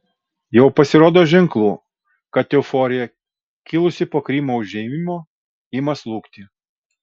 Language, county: Lithuanian, Kaunas